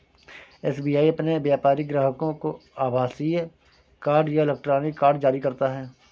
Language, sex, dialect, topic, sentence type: Hindi, male, Kanauji Braj Bhasha, banking, statement